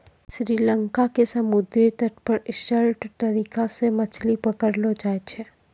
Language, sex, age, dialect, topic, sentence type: Maithili, female, 25-30, Angika, agriculture, statement